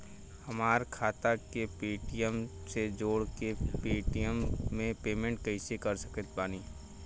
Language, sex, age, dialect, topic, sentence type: Bhojpuri, male, 18-24, Southern / Standard, banking, question